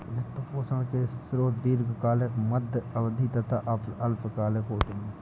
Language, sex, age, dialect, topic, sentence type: Hindi, male, 18-24, Awadhi Bundeli, banking, statement